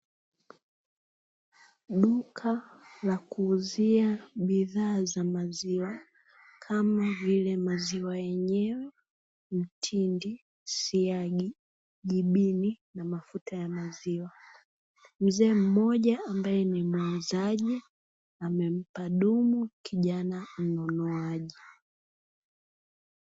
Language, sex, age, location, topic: Swahili, female, 18-24, Dar es Salaam, finance